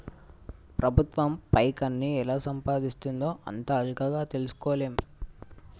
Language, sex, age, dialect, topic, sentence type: Telugu, male, 18-24, Telangana, banking, statement